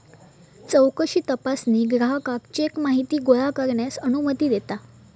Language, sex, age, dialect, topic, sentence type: Marathi, female, 18-24, Southern Konkan, banking, statement